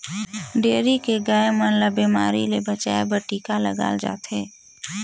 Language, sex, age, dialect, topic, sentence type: Chhattisgarhi, female, 18-24, Northern/Bhandar, agriculture, statement